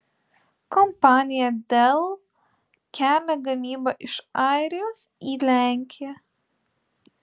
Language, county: Lithuanian, Utena